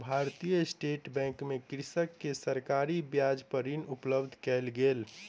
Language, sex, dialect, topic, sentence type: Maithili, male, Southern/Standard, banking, statement